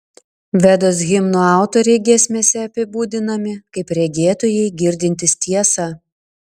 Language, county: Lithuanian, Klaipėda